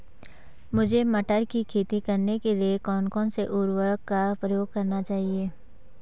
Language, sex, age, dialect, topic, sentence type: Hindi, female, 18-24, Garhwali, agriculture, question